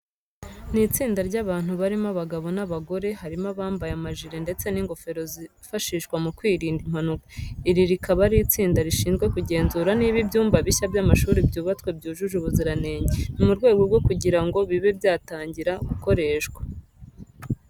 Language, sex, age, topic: Kinyarwanda, female, 25-35, education